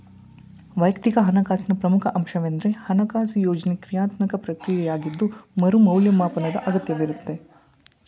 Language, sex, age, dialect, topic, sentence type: Kannada, male, 18-24, Mysore Kannada, banking, statement